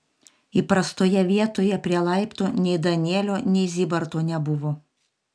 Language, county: Lithuanian, Panevėžys